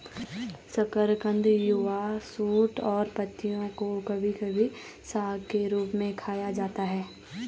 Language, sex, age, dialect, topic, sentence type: Hindi, female, 25-30, Garhwali, agriculture, statement